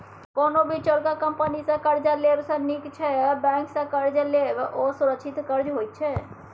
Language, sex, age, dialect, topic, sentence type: Maithili, female, 60-100, Bajjika, banking, statement